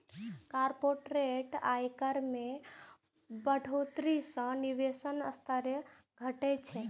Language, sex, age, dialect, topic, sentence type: Maithili, female, 18-24, Eastern / Thethi, banking, statement